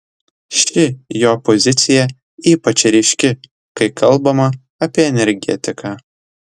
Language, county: Lithuanian, Telšiai